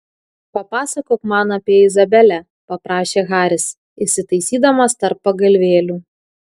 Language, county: Lithuanian, Klaipėda